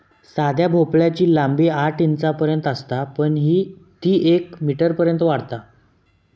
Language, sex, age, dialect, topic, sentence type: Marathi, male, 18-24, Southern Konkan, agriculture, statement